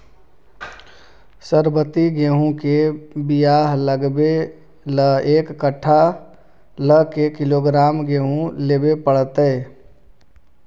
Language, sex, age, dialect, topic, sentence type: Magahi, male, 36-40, Central/Standard, agriculture, question